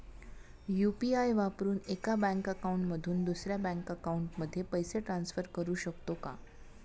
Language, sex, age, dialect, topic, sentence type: Marathi, female, 31-35, Standard Marathi, banking, question